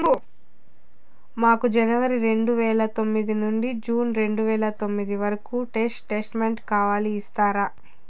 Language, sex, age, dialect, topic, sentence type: Telugu, female, 31-35, Southern, banking, question